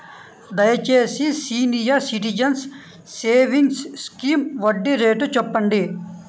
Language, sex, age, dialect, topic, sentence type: Telugu, male, 18-24, Central/Coastal, banking, statement